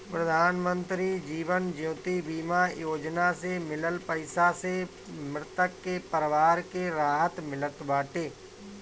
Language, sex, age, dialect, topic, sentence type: Bhojpuri, male, 36-40, Northern, banking, statement